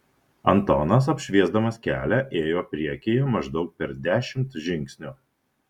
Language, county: Lithuanian, Šiauliai